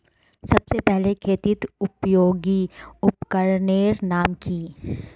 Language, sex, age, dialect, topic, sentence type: Magahi, female, 25-30, Northeastern/Surjapuri, agriculture, question